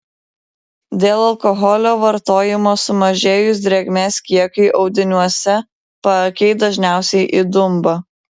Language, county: Lithuanian, Vilnius